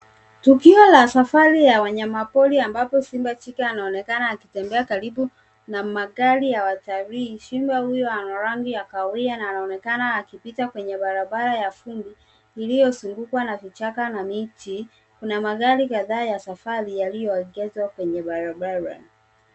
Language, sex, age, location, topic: Swahili, female, 25-35, Nairobi, government